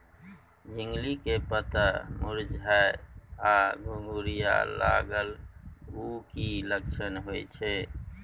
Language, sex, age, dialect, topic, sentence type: Maithili, male, 41-45, Bajjika, agriculture, question